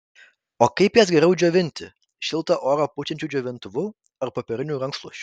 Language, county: Lithuanian, Vilnius